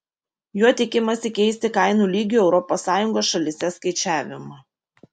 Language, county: Lithuanian, Kaunas